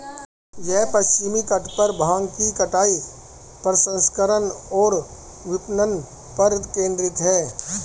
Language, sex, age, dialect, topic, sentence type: Hindi, female, 25-30, Hindustani Malvi Khadi Boli, agriculture, statement